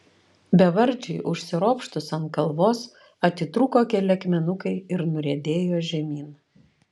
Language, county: Lithuanian, Vilnius